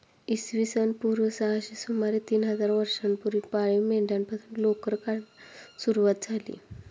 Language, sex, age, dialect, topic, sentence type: Marathi, female, 25-30, Standard Marathi, agriculture, statement